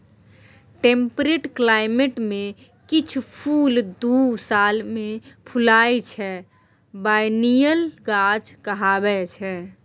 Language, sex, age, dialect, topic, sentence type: Maithili, female, 18-24, Bajjika, agriculture, statement